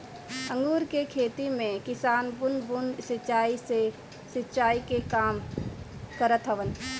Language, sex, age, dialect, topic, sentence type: Bhojpuri, female, 18-24, Northern, agriculture, statement